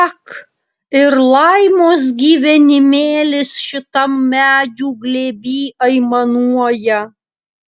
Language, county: Lithuanian, Alytus